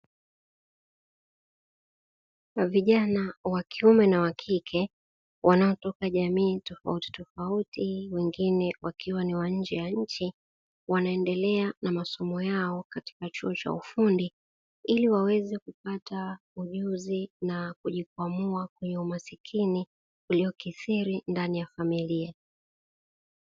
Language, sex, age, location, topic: Swahili, female, 36-49, Dar es Salaam, education